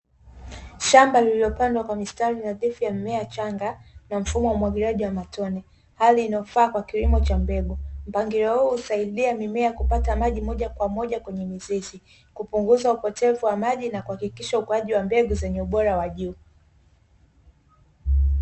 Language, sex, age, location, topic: Swahili, female, 18-24, Dar es Salaam, agriculture